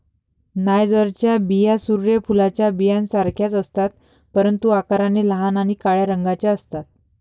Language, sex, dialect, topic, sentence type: Marathi, female, Varhadi, agriculture, statement